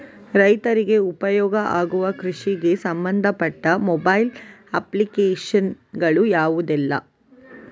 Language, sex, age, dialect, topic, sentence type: Kannada, female, 41-45, Coastal/Dakshin, agriculture, question